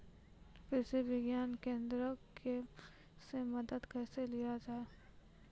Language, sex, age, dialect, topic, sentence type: Maithili, female, 18-24, Angika, agriculture, question